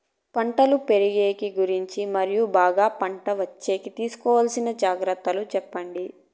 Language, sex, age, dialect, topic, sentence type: Telugu, female, 31-35, Southern, agriculture, question